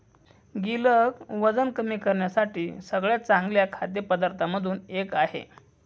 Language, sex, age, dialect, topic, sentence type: Marathi, male, 56-60, Northern Konkan, agriculture, statement